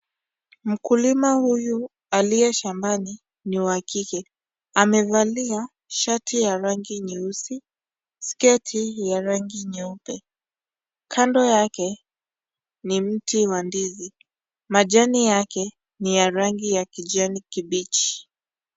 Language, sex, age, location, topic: Swahili, female, 18-24, Kisii, agriculture